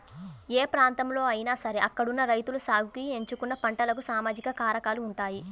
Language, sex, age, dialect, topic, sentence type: Telugu, female, 18-24, Central/Coastal, agriculture, statement